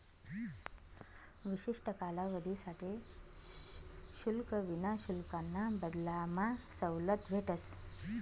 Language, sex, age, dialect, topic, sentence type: Marathi, female, 25-30, Northern Konkan, banking, statement